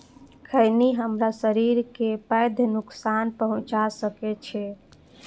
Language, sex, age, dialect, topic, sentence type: Maithili, female, 25-30, Eastern / Thethi, agriculture, statement